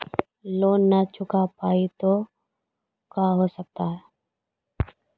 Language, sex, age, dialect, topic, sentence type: Magahi, female, 56-60, Central/Standard, banking, question